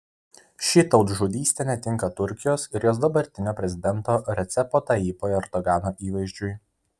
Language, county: Lithuanian, Vilnius